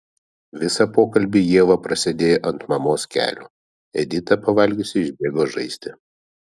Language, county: Lithuanian, Vilnius